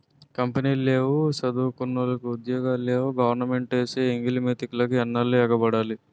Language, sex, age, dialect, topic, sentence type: Telugu, male, 46-50, Utterandhra, banking, statement